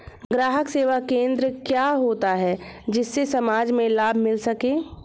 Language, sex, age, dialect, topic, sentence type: Hindi, female, 25-30, Awadhi Bundeli, banking, question